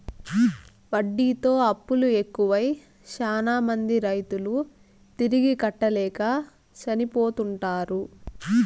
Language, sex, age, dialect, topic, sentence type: Telugu, female, 18-24, Southern, banking, statement